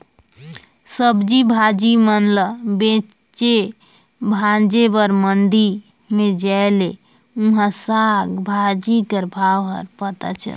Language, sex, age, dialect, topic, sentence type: Chhattisgarhi, female, 31-35, Northern/Bhandar, banking, statement